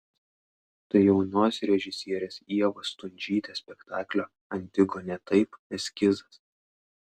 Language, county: Lithuanian, Klaipėda